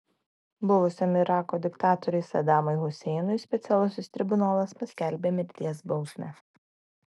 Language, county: Lithuanian, Klaipėda